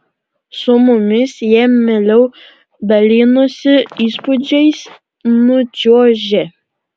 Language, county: Lithuanian, Panevėžys